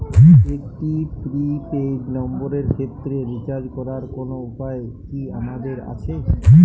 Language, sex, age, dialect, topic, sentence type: Bengali, male, 31-35, Jharkhandi, banking, question